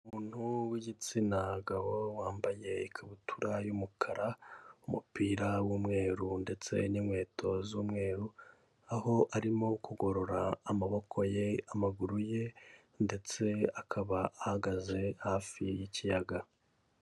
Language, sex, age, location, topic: Kinyarwanda, male, 18-24, Kigali, health